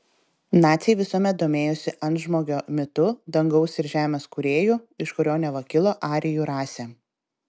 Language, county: Lithuanian, Telšiai